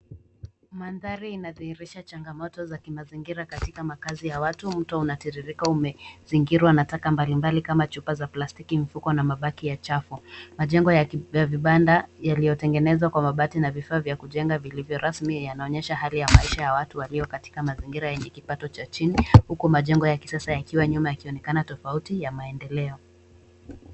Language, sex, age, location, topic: Swahili, female, 18-24, Nairobi, government